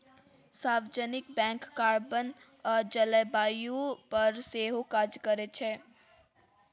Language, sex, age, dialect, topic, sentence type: Maithili, female, 36-40, Bajjika, banking, statement